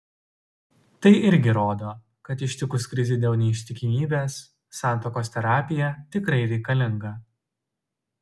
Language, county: Lithuanian, Utena